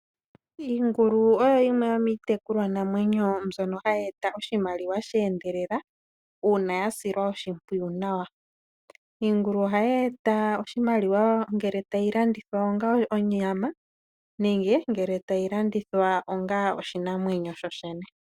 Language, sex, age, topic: Oshiwambo, female, 36-49, agriculture